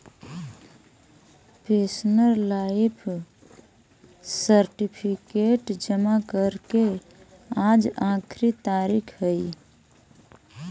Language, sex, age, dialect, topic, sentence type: Magahi, male, 18-24, Central/Standard, agriculture, statement